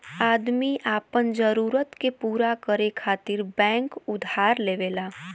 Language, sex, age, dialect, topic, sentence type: Bhojpuri, female, 18-24, Western, banking, statement